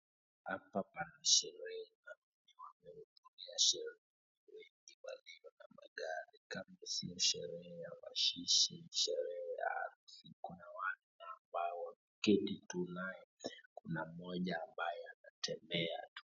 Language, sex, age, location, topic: Swahili, male, 25-35, Wajir, finance